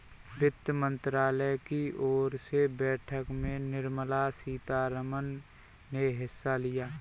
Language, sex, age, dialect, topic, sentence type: Hindi, male, 25-30, Kanauji Braj Bhasha, banking, statement